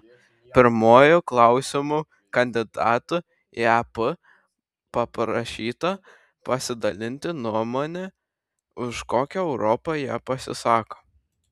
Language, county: Lithuanian, Šiauliai